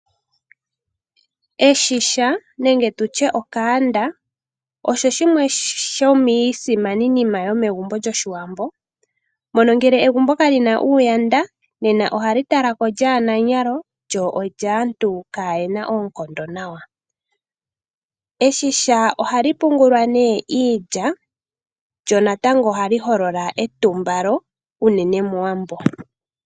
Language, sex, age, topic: Oshiwambo, female, 18-24, agriculture